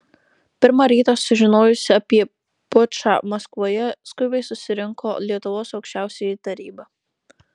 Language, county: Lithuanian, Marijampolė